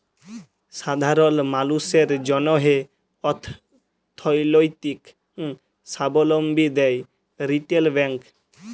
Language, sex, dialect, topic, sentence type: Bengali, male, Jharkhandi, banking, statement